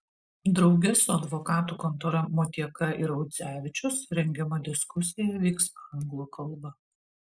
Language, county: Lithuanian, Vilnius